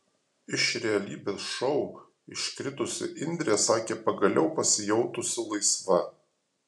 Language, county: Lithuanian, Alytus